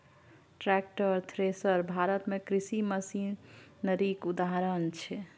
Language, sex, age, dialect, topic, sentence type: Maithili, female, 36-40, Bajjika, agriculture, statement